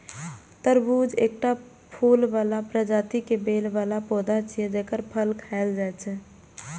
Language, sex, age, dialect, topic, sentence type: Maithili, female, 18-24, Eastern / Thethi, agriculture, statement